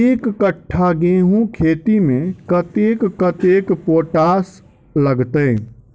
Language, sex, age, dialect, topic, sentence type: Maithili, male, 25-30, Southern/Standard, agriculture, question